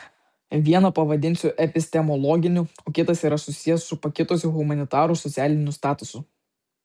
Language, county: Lithuanian, Vilnius